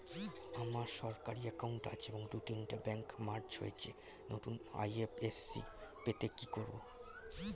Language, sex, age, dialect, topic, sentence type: Bengali, male, 18-24, Standard Colloquial, banking, question